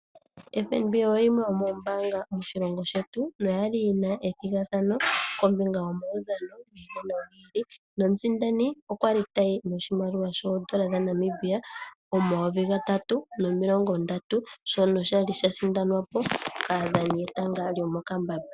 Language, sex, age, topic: Oshiwambo, female, 18-24, finance